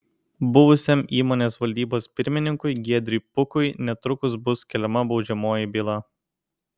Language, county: Lithuanian, Kaunas